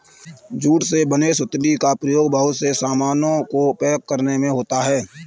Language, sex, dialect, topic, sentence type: Hindi, male, Kanauji Braj Bhasha, agriculture, statement